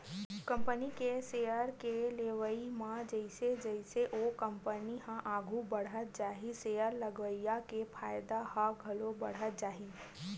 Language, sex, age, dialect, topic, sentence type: Chhattisgarhi, female, 18-24, Western/Budati/Khatahi, banking, statement